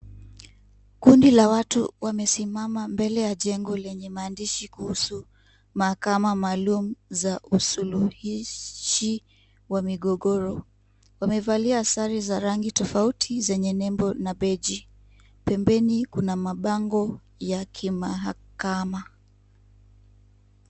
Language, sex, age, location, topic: Swahili, female, 25-35, Kisumu, government